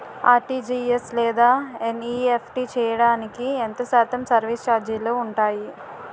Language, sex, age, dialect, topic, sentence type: Telugu, female, 18-24, Utterandhra, banking, question